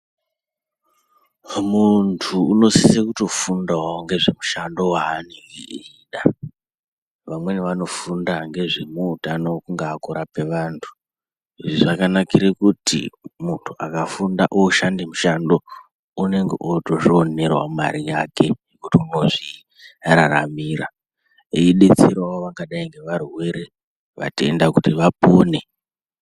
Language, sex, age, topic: Ndau, male, 18-24, health